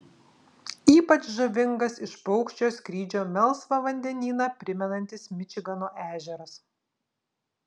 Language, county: Lithuanian, Vilnius